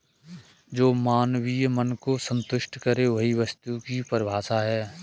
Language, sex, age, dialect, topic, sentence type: Hindi, male, 25-30, Kanauji Braj Bhasha, banking, statement